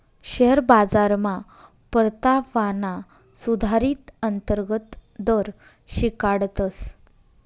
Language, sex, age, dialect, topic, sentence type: Marathi, female, 31-35, Northern Konkan, banking, statement